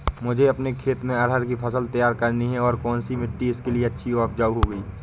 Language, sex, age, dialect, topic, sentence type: Hindi, male, 18-24, Awadhi Bundeli, agriculture, question